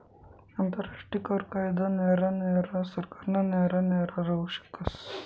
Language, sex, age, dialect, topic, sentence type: Marathi, male, 56-60, Northern Konkan, banking, statement